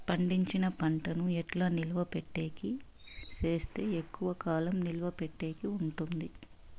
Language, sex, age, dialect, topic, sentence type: Telugu, female, 25-30, Southern, agriculture, question